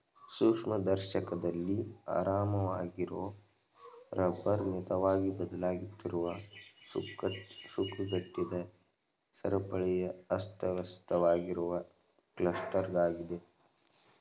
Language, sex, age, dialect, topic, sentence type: Kannada, male, 18-24, Mysore Kannada, agriculture, statement